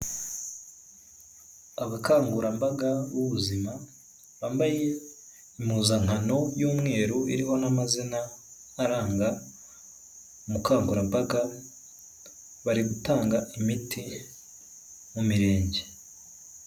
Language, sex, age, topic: Kinyarwanda, male, 18-24, health